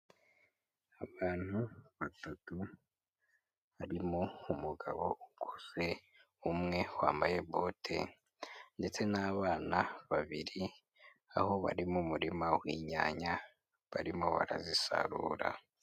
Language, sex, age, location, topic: Kinyarwanda, female, 18-24, Kigali, agriculture